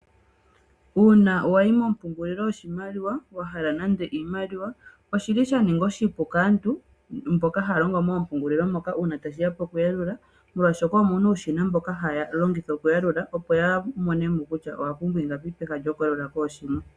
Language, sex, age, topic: Oshiwambo, female, 25-35, finance